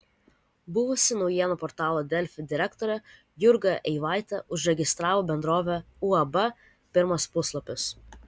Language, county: Lithuanian, Vilnius